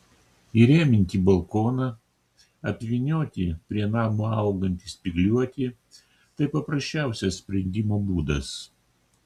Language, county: Lithuanian, Kaunas